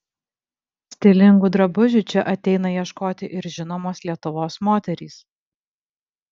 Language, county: Lithuanian, Vilnius